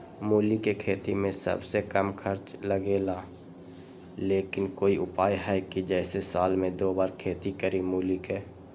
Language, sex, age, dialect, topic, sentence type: Magahi, male, 18-24, Western, agriculture, question